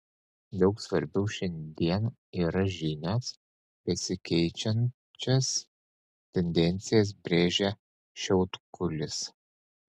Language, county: Lithuanian, Panevėžys